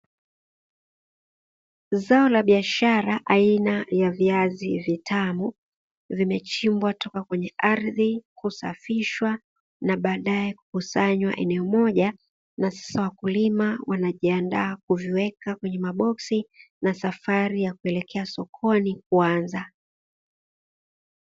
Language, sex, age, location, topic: Swahili, female, 25-35, Dar es Salaam, agriculture